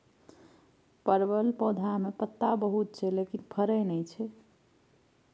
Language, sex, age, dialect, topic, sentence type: Maithili, female, 36-40, Bajjika, agriculture, question